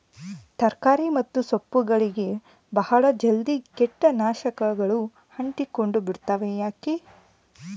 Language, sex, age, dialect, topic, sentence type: Kannada, female, 18-24, Central, agriculture, question